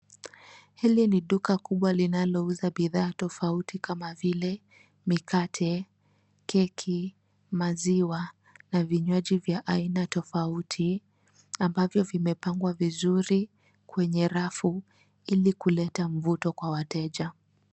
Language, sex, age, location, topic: Swahili, female, 25-35, Nairobi, finance